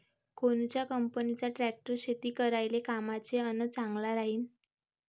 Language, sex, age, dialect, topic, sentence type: Marathi, male, 18-24, Varhadi, agriculture, question